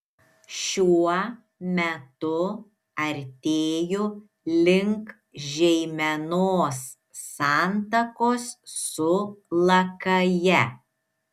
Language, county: Lithuanian, Šiauliai